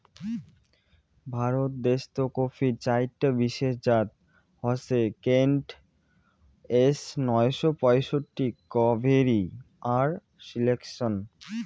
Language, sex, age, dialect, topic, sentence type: Bengali, male, 18-24, Rajbangshi, agriculture, statement